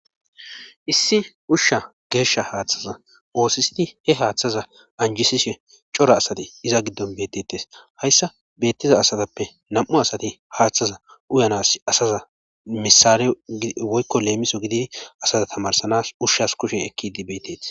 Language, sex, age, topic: Gamo, male, 18-24, government